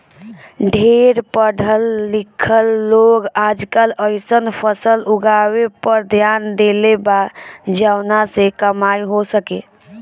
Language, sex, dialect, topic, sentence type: Bhojpuri, female, Northern, agriculture, statement